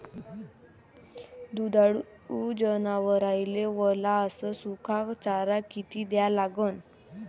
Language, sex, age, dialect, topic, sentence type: Marathi, female, 18-24, Varhadi, agriculture, question